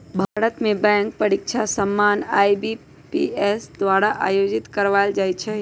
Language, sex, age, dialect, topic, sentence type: Magahi, female, 25-30, Western, banking, statement